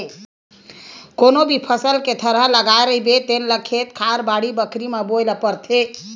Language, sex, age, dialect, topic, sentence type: Chhattisgarhi, female, 18-24, Western/Budati/Khatahi, agriculture, statement